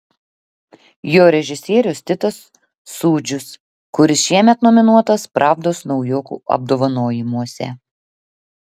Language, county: Lithuanian, Klaipėda